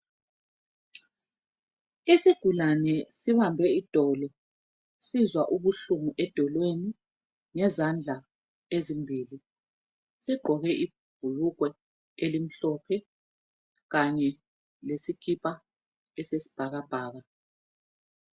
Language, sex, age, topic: North Ndebele, female, 36-49, health